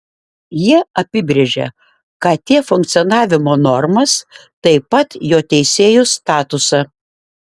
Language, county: Lithuanian, Šiauliai